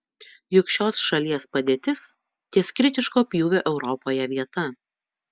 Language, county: Lithuanian, Utena